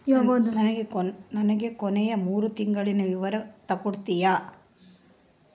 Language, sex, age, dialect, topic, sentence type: Kannada, female, 18-24, Central, banking, question